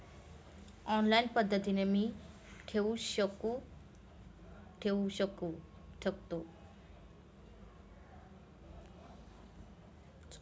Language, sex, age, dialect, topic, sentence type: Marathi, female, 36-40, Northern Konkan, banking, question